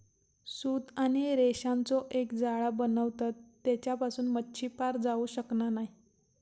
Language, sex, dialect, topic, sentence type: Marathi, female, Southern Konkan, agriculture, statement